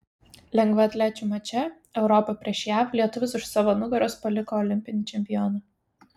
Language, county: Lithuanian, Vilnius